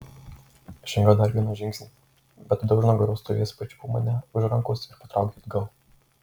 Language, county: Lithuanian, Marijampolė